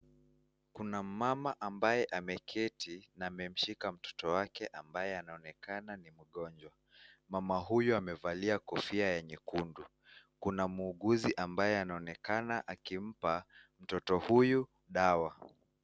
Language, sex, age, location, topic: Swahili, male, 18-24, Nakuru, health